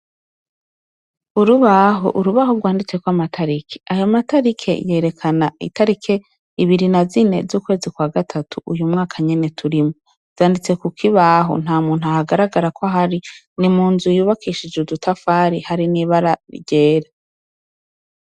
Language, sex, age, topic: Rundi, female, 36-49, education